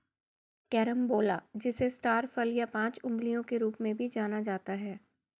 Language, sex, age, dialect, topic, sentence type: Hindi, female, 51-55, Garhwali, agriculture, statement